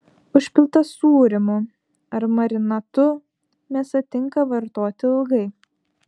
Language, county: Lithuanian, Vilnius